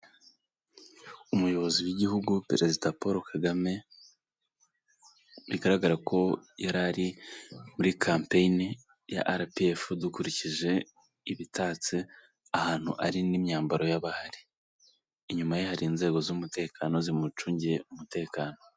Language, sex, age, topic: Kinyarwanda, male, 18-24, government